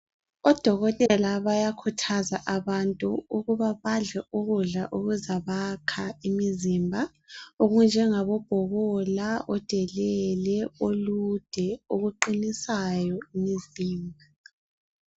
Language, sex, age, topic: North Ndebele, female, 18-24, health